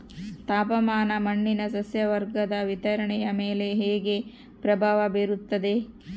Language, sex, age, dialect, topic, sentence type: Kannada, female, 36-40, Central, agriculture, question